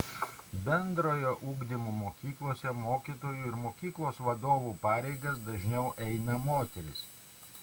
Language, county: Lithuanian, Kaunas